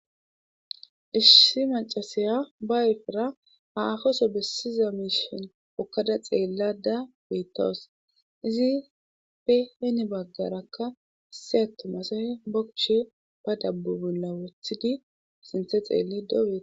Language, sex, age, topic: Gamo, female, 25-35, government